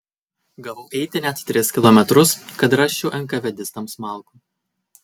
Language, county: Lithuanian, Kaunas